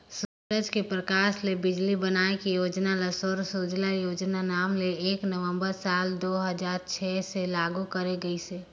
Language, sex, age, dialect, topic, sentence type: Chhattisgarhi, female, 18-24, Northern/Bhandar, agriculture, statement